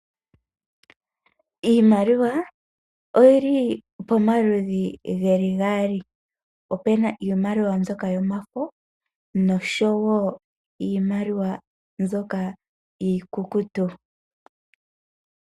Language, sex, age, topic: Oshiwambo, female, 18-24, finance